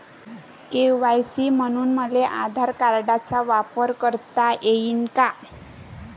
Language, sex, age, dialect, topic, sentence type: Marathi, female, 25-30, Varhadi, banking, question